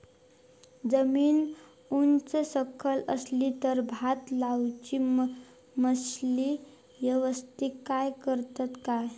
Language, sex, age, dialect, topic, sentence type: Marathi, female, 18-24, Southern Konkan, agriculture, question